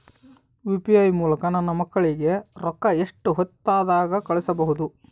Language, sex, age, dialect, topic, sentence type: Kannada, male, 18-24, Northeastern, banking, question